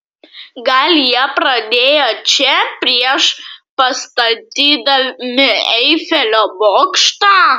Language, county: Lithuanian, Klaipėda